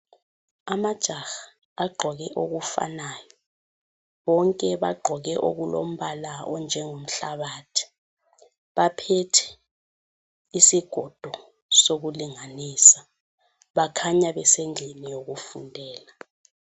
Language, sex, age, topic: North Ndebele, female, 25-35, education